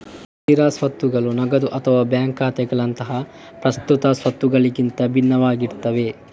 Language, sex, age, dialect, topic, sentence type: Kannada, male, 18-24, Coastal/Dakshin, banking, statement